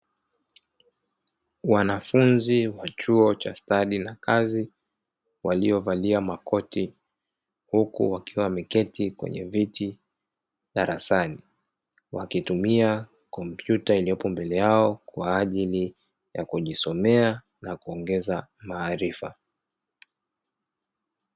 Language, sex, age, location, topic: Swahili, male, 36-49, Dar es Salaam, education